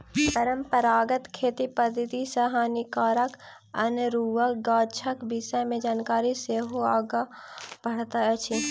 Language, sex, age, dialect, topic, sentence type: Maithili, female, 18-24, Southern/Standard, agriculture, statement